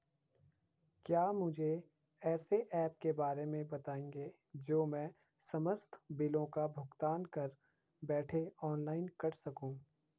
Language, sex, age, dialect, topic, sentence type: Hindi, male, 51-55, Garhwali, banking, question